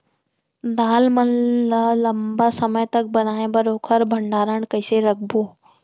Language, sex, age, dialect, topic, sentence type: Chhattisgarhi, female, 31-35, Central, agriculture, question